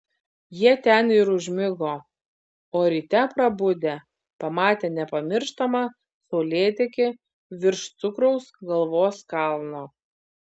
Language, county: Lithuanian, Vilnius